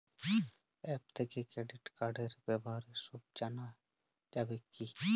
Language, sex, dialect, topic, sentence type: Bengali, male, Jharkhandi, banking, question